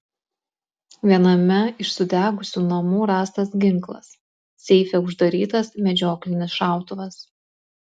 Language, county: Lithuanian, Klaipėda